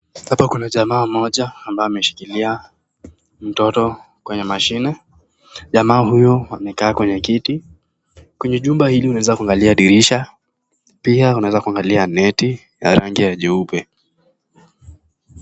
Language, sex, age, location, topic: Swahili, male, 18-24, Nakuru, health